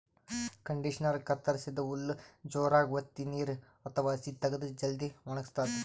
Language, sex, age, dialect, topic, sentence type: Kannada, male, 18-24, Northeastern, agriculture, statement